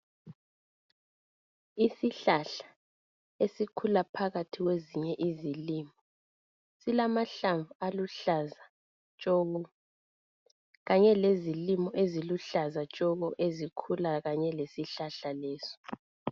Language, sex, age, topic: North Ndebele, female, 25-35, health